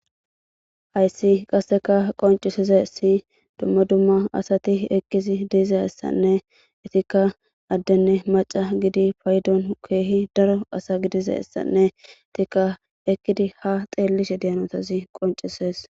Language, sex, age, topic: Gamo, female, 18-24, government